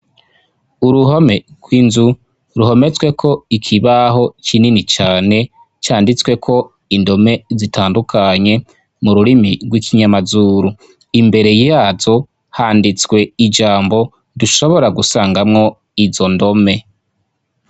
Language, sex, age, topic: Rundi, male, 25-35, education